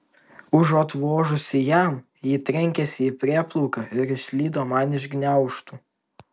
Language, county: Lithuanian, Tauragė